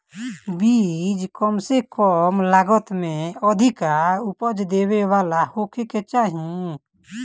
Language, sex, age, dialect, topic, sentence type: Bhojpuri, male, 18-24, Northern, agriculture, statement